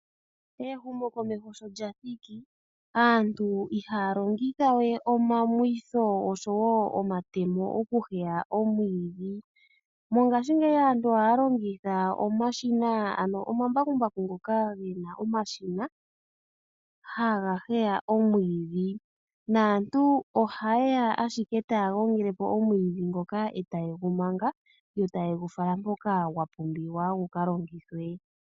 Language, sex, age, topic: Oshiwambo, male, 25-35, agriculture